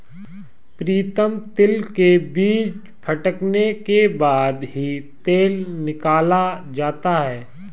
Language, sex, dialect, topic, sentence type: Hindi, male, Marwari Dhudhari, agriculture, statement